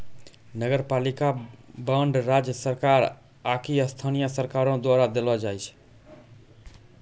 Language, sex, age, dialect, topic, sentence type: Maithili, male, 18-24, Angika, banking, statement